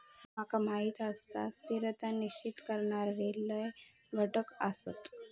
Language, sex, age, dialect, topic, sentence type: Marathi, female, 18-24, Southern Konkan, agriculture, statement